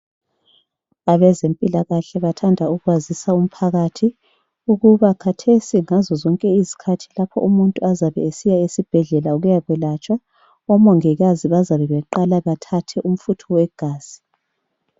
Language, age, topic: North Ndebele, 36-49, health